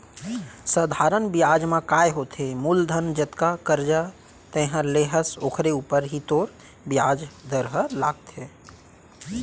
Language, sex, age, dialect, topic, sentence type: Chhattisgarhi, male, 25-30, Central, banking, statement